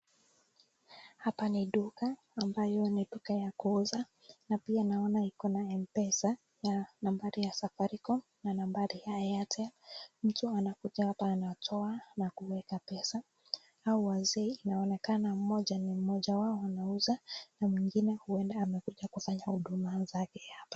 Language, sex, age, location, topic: Swahili, female, 18-24, Nakuru, finance